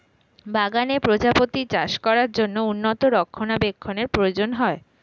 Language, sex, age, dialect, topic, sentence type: Bengali, female, 18-24, Standard Colloquial, agriculture, statement